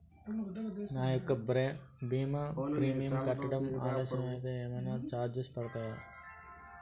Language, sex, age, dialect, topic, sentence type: Telugu, male, 18-24, Utterandhra, banking, question